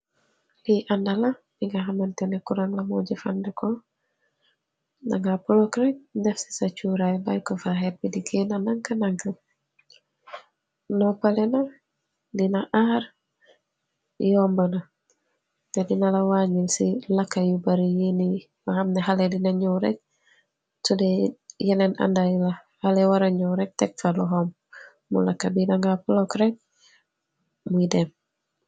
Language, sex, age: Wolof, female, 25-35